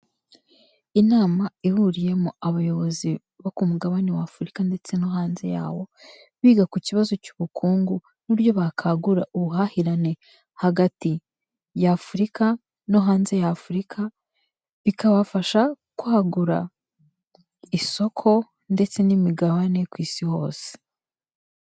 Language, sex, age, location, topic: Kinyarwanda, female, 25-35, Kigali, health